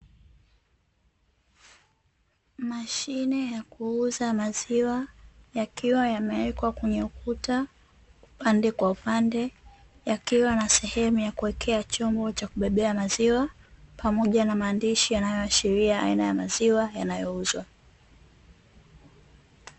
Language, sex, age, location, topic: Swahili, female, 18-24, Dar es Salaam, finance